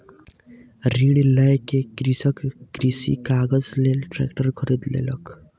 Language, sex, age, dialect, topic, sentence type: Maithili, male, 18-24, Southern/Standard, agriculture, statement